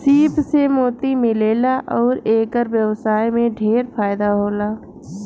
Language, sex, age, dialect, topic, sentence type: Bhojpuri, female, 25-30, Southern / Standard, agriculture, statement